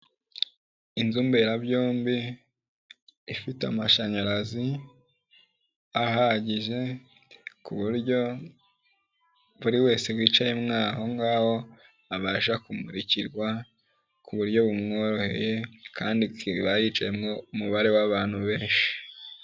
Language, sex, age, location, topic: Kinyarwanda, male, 18-24, Kigali, health